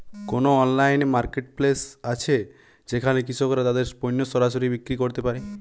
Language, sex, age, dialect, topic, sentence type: Bengali, male, 18-24, Western, agriculture, statement